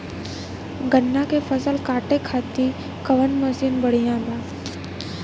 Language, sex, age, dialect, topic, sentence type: Bhojpuri, female, 18-24, Western, agriculture, question